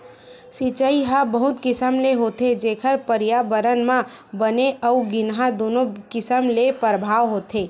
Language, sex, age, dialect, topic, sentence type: Chhattisgarhi, female, 18-24, Western/Budati/Khatahi, agriculture, statement